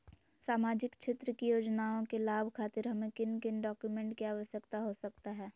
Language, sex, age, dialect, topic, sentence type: Magahi, female, 31-35, Southern, banking, question